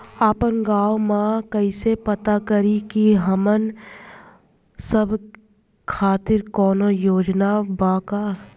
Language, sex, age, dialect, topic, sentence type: Bhojpuri, female, 25-30, Southern / Standard, banking, question